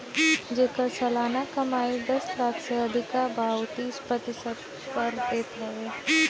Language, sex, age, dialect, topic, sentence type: Bhojpuri, female, 18-24, Northern, banking, statement